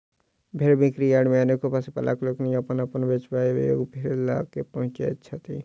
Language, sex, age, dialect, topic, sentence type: Maithili, male, 36-40, Southern/Standard, agriculture, statement